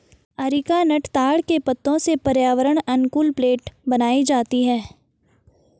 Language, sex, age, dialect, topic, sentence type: Hindi, female, 18-24, Garhwali, agriculture, statement